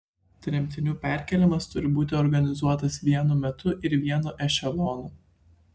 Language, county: Lithuanian, Klaipėda